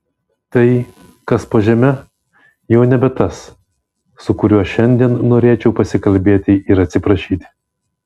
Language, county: Lithuanian, Vilnius